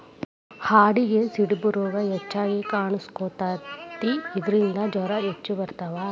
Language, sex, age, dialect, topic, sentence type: Kannada, female, 36-40, Dharwad Kannada, agriculture, statement